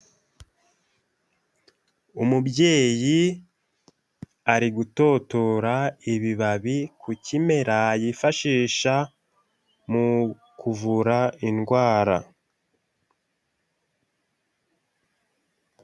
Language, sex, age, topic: Kinyarwanda, male, 18-24, health